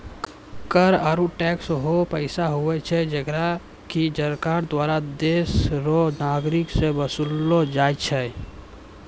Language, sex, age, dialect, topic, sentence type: Maithili, male, 41-45, Angika, banking, statement